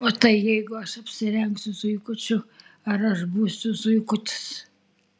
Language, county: Lithuanian, Tauragė